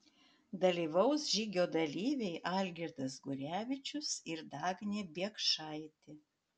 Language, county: Lithuanian, Panevėžys